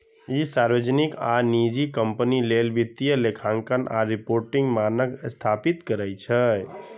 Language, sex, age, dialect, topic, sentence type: Maithili, male, 60-100, Eastern / Thethi, banking, statement